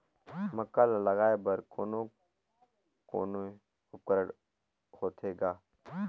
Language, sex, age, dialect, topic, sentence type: Chhattisgarhi, male, 18-24, Northern/Bhandar, agriculture, question